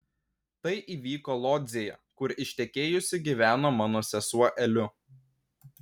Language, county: Lithuanian, Kaunas